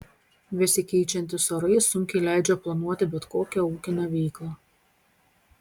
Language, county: Lithuanian, Panevėžys